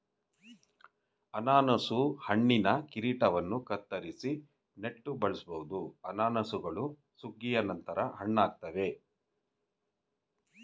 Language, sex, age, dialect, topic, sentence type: Kannada, male, 46-50, Mysore Kannada, agriculture, statement